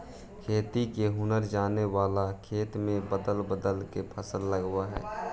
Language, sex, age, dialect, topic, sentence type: Magahi, male, 18-24, Central/Standard, agriculture, statement